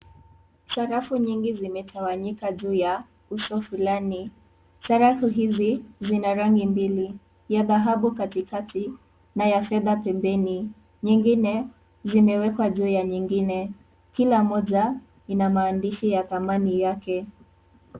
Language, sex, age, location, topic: Swahili, female, 18-24, Kisii, finance